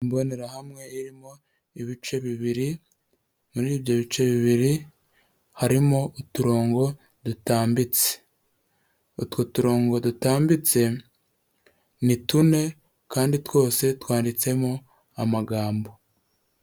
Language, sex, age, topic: Kinyarwanda, male, 25-35, health